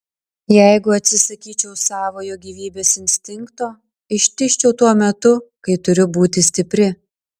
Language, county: Lithuanian, Klaipėda